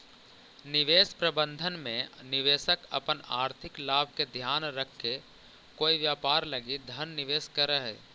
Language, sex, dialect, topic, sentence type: Magahi, male, Central/Standard, banking, statement